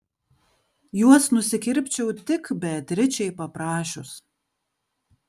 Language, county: Lithuanian, Kaunas